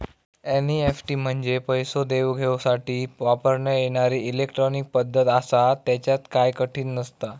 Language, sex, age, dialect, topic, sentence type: Marathi, male, 18-24, Southern Konkan, banking, statement